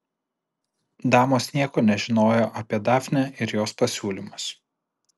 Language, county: Lithuanian, Alytus